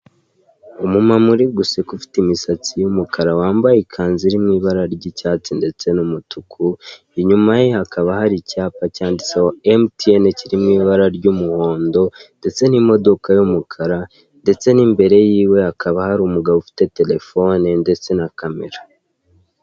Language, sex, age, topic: Kinyarwanda, male, 18-24, finance